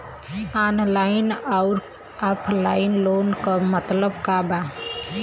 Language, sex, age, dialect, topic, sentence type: Bhojpuri, female, 25-30, Western, banking, question